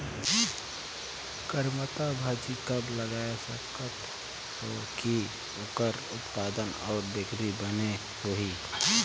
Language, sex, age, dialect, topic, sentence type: Chhattisgarhi, male, 18-24, Northern/Bhandar, agriculture, question